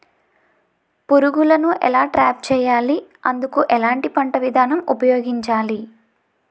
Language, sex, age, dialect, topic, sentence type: Telugu, female, 18-24, Utterandhra, agriculture, question